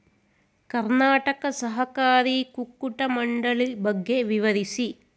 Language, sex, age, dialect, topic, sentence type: Kannada, female, 41-45, Mysore Kannada, agriculture, question